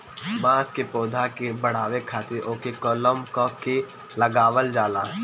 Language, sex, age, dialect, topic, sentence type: Bhojpuri, male, 18-24, Northern, agriculture, statement